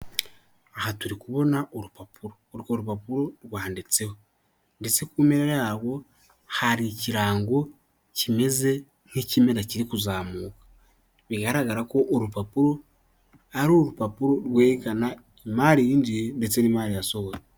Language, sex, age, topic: Kinyarwanda, male, 18-24, finance